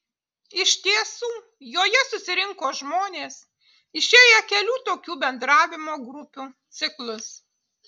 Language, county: Lithuanian, Utena